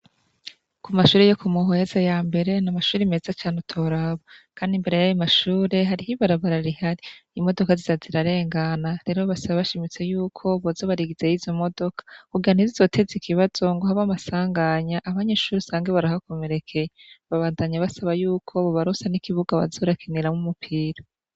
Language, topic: Rundi, education